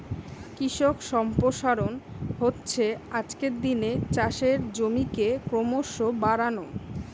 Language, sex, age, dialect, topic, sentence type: Bengali, female, 25-30, Western, agriculture, statement